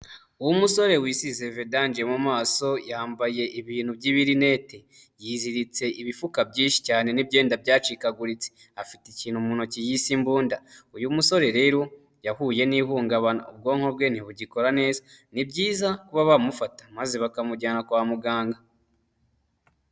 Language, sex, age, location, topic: Kinyarwanda, male, 18-24, Huye, health